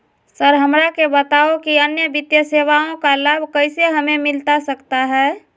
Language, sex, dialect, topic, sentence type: Magahi, female, Southern, banking, question